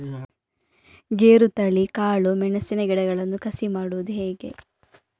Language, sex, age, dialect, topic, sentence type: Kannada, female, 25-30, Coastal/Dakshin, agriculture, question